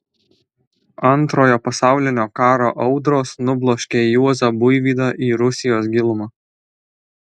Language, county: Lithuanian, Alytus